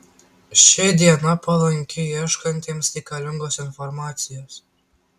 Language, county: Lithuanian, Tauragė